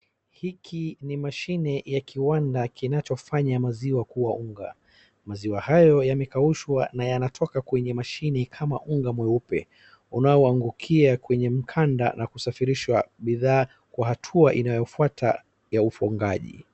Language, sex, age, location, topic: Swahili, male, 36-49, Wajir, agriculture